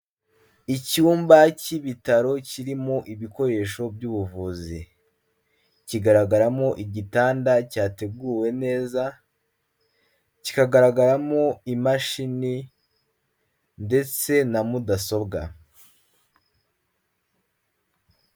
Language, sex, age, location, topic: Kinyarwanda, male, 18-24, Kigali, health